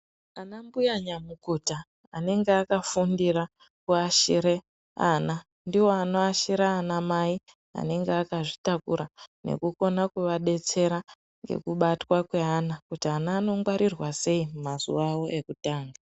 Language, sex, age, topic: Ndau, female, 25-35, health